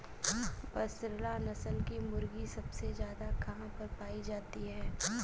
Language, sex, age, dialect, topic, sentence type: Hindi, female, 25-30, Awadhi Bundeli, agriculture, statement